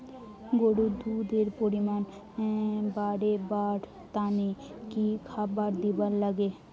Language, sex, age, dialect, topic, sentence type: Bengali, female, 18-24, Rajbangshi, agriculture, question